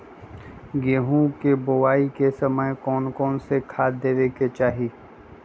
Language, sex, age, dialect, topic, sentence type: Magahi, male, 25-30, Western, agriculture, question